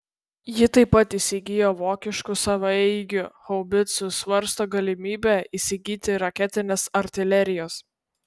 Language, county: Lithuanian, Vilnius